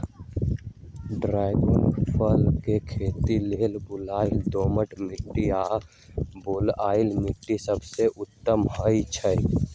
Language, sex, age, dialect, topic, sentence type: Magahi, male, 18-24, Western, agriculture, statement